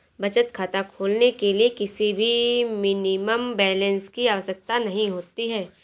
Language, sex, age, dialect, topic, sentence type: Hindi, female, 18-24, Awadhi Bundeli, banking, statement